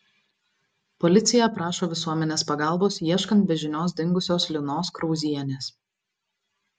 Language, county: Lithuanian, Vilnius